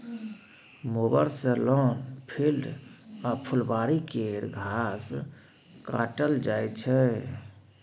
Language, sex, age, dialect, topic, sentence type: Maithili, male, 31-35, Bajjika, agriculture, statement